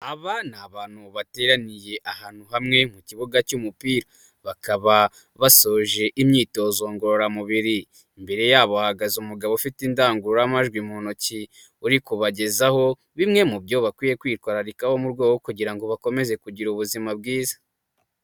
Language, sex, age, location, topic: Kinyarwanda, male, 25-35, Nyagatare, government